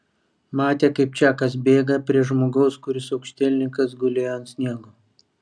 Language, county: Lithuanian, Vilnius